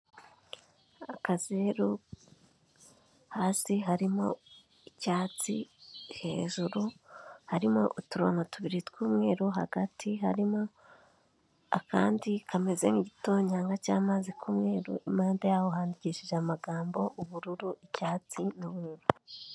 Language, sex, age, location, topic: Kinyarwanda, female, 18-24, Kigali, health